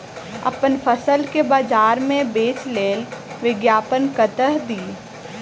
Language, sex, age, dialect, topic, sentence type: Maithili, female, 18-24, Southern/Standard, agriculture, question